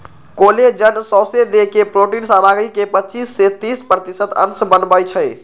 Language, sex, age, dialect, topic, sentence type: Magahi, male, 56-60, Western, agriculture, statement